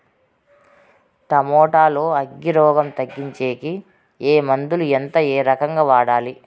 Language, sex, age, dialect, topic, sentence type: Telugu, female, 36-40, Southern, agriculture, question